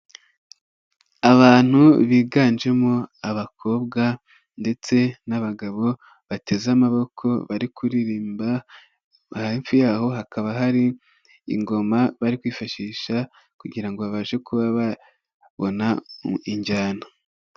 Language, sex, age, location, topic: Kinyarwanda, female, 18-24, Nyagatare, finance